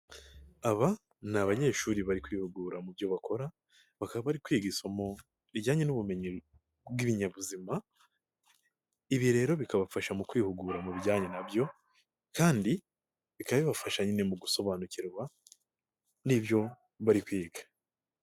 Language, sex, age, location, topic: Kinyarwanda, male, 18-24, Nyagatare, health